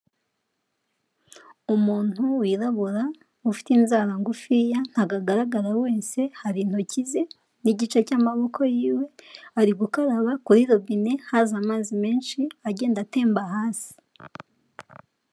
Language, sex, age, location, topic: Kinyarwanda, female, 18-24, Kigali, health